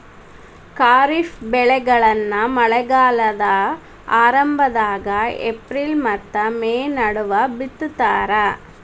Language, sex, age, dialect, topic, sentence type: Kannada, female, 36-40, Dharwad Kannada, agriculture, statement